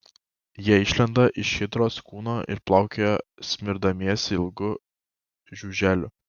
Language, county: Lithuanian, Kaunas